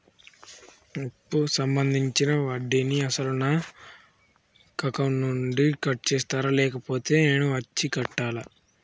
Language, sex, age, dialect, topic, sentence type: Telugu, male, 18-24, Telangana, banking, question